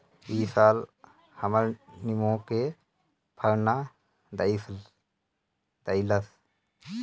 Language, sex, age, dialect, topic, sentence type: Bhojpuri, male, 31-35, Northern, agriculture, statement